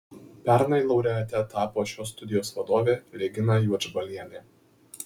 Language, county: Lithuanian, Kaunas